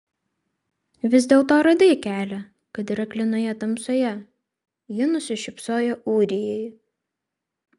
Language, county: Lithuanian, Vilnius